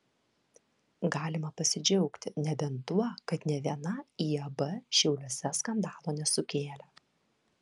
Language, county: Lithuanian, Vilnius